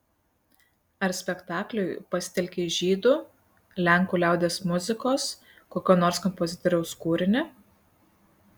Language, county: Lithuanian, Kaunas